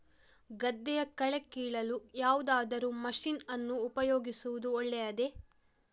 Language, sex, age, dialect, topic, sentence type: Kannada, female, 56-60, Coastal/Dakshin, agriculture, question